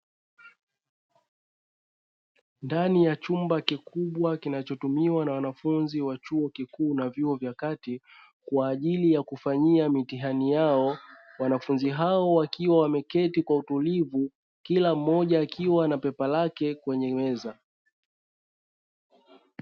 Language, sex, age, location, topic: Swahili, male, 25-35, Dar es Salaam, education